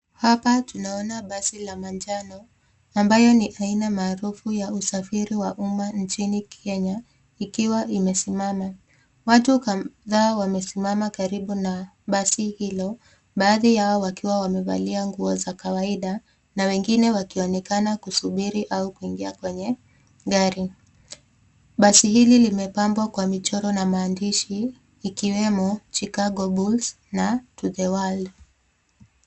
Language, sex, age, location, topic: Swahili, female, 18-24, Nairobi, government